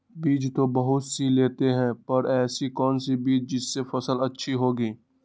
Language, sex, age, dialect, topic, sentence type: Magahi, male, 60-100, Western, agriculture, question